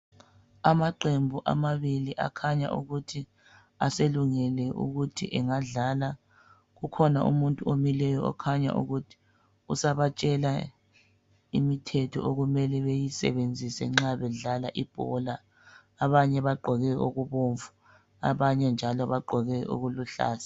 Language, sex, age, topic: North Ndebele, male, 36-49, education